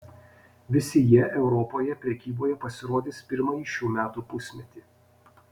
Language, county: Lithuanian, Panevėžys